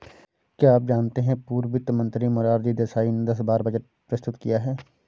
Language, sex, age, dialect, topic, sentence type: Hindi, male, 25-30, Awadhi Bundeli, banking, statement